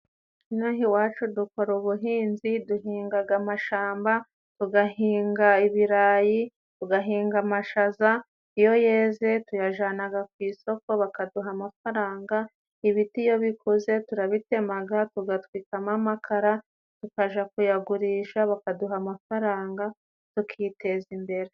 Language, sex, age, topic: Kinyarwanda, female, 25-35, agriculture